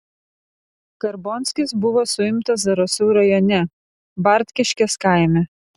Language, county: Lithuanian, Vilnius